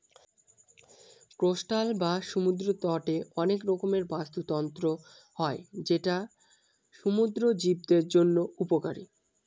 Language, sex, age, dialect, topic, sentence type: Bengali, male, 18-24, Northern/Varendri, agriculture, statement